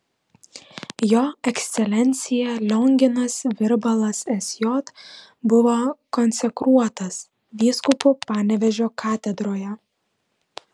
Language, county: Lithuanian, Vilnius